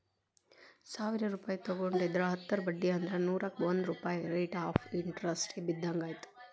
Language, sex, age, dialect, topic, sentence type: Kannada, female, 31-35, Dharwad Kannada, banking, statement